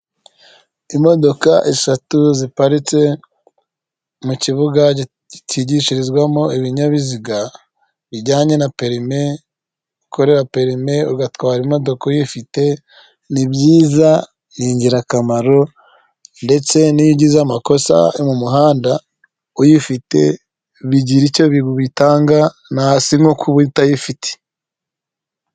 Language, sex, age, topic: Kinyarwanda, male, 25-35, government